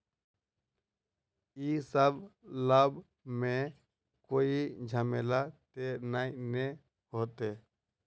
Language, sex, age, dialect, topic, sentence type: Magahi, male, 51-55, Northeastern/Surjapuri, banking, question